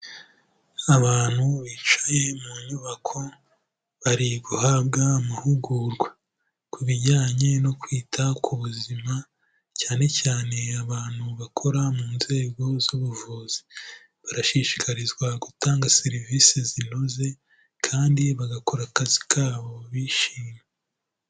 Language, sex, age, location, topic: Kinyarwanda, male, 18-24, Kigali, health